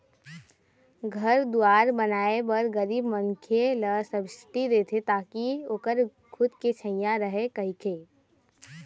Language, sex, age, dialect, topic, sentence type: Chhattisgarhi, male, 41-45, Eastern, banking, statement